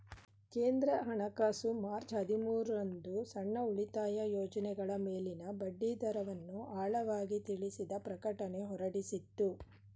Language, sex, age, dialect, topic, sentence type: Kannada, female, 41-45, Mysore Kannada, banking, statement